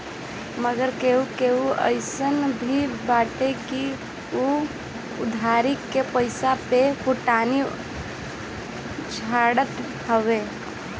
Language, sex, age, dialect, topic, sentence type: Bhojpuri, female, 18-24, Northern, banking, statement